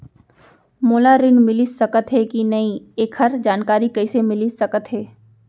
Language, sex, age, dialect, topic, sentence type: Chhattisgarhi, female, 25-30, Central, banking, question